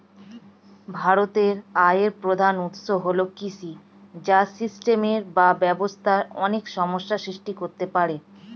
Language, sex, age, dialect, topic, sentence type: Bengali, female, 25-30, Standard Colloquial, agriculture, statement